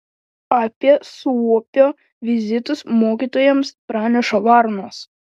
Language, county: Lithuanian, Panevėžys